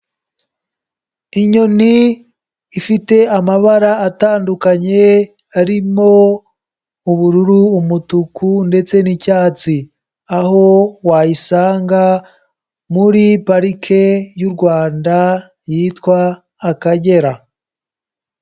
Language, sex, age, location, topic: Kinyarwanda, male, 18-24, Kigali, agriculture